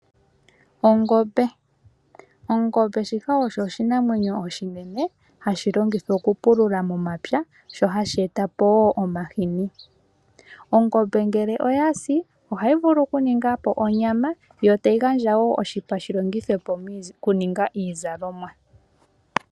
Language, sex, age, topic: Oshiwambo, female, 18-24, agriculture